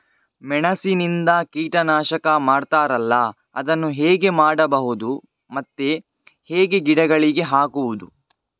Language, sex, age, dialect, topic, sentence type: Kannada, male, 51-55, Coastal/Dakshin, agriculture, question